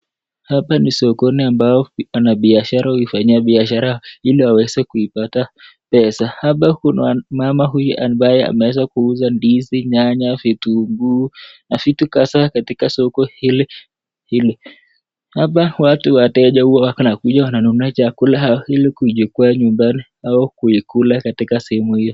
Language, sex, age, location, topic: Swahili, male, 18-24, Nakuru, finance